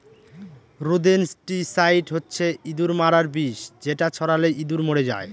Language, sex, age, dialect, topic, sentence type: Bengali, male, 25-30, Northern/Varendri, agriculture, statement